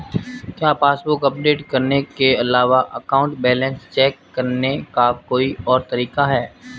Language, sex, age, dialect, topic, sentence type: Hindi, male, 25-30, Marwari Dhudhari, banking, question